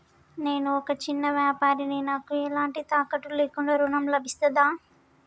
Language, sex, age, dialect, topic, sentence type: Telugu, male, 18-24, Telangana, banking, question